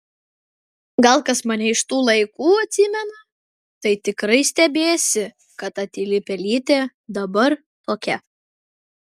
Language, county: Lithuanian, Klaipėda